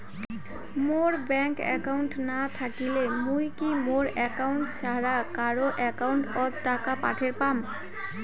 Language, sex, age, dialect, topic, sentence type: Bengali, female, 18-24, Rajbangshi, banking, question